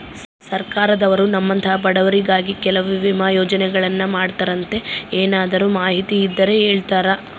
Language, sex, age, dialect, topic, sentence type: Kannada, female, 25-30, Central, banking, question